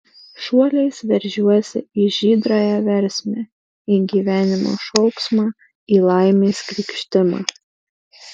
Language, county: Lithuanian, Marijampolė